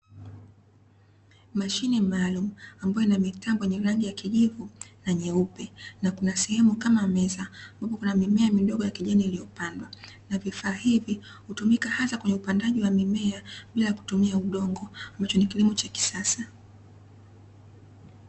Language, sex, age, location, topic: Swahili, female, 25-35, Dar es Salaam, agriculture